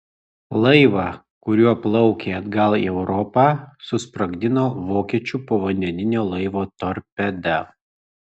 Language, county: Lithuanian, Kaunas